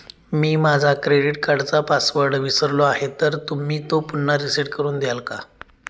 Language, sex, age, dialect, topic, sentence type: Marathi, male, 25-30, Standard Marathi, banking, question